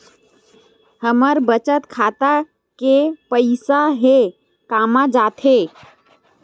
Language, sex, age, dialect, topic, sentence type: Chhattisgarhi, female, 18-24, Western/Budati/Khatahi, banking, question